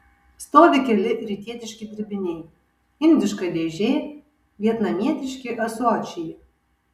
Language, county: Lithuanian, Kaunas